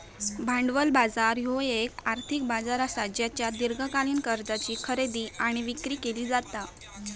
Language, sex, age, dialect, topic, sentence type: Marathi, female, 18-24, Southern Konkan, banking, statement